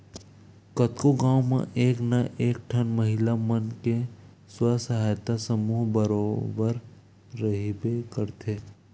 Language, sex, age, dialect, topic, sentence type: Chhattisgarhi, male, 31-35, Western/Budati/Khatahi, banking, statement